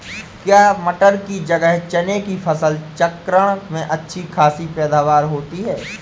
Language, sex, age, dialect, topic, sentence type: Hindi, female, 18-24, Awadhi Bundeli, agriculture, question